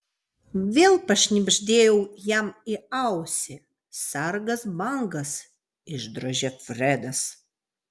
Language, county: Lithuanian, Vilnius